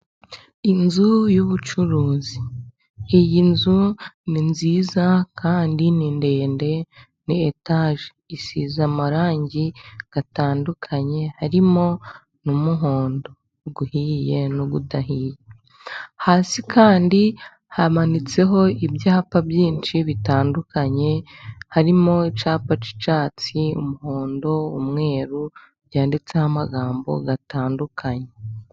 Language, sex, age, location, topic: Kinyarwanda, female, 18-24, Musanze, finance